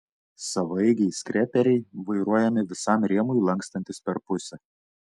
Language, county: Lithuanian, Klaipėda